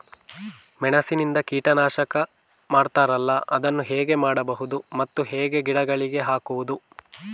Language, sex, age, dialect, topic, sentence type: Kannada, male, 18-24, Coastal/Dakshin, agriculture, question